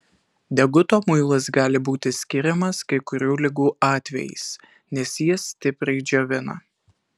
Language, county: Lithuanian, Alytus